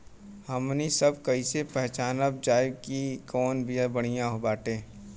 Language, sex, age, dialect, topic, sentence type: Bhojpuri, male, 18-24, Western, agriculture, question